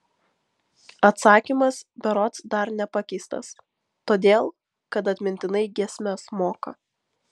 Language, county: Lithuanian, Vilnius